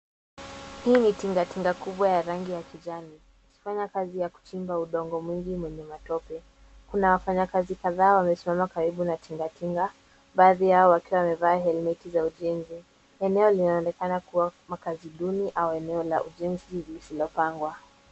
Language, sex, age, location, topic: Swahili, female, 18-24, Nairobi, government